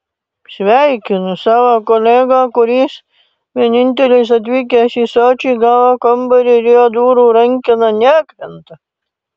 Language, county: Lithuanian, Panevėžys